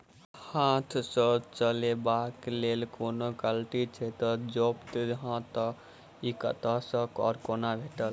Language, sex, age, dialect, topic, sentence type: Maithili, male, 18-24, Southern/Standard, agriculture, question